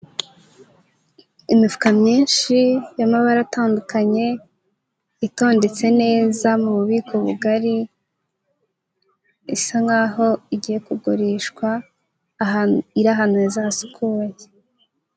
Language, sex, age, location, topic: Kinyarwanda, female, 18-24, Huye, agriculture